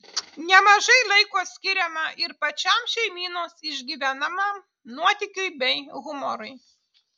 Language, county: Lithuanian, Utena